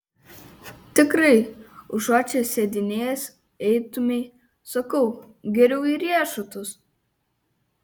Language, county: Lithuanian, Kaunas